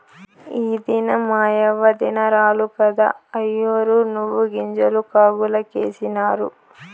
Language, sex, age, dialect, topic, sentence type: Telugu, female, 18-24, Southern, agriculture, statement